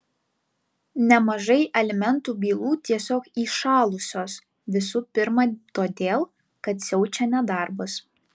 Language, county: Lithuanian, Vilnius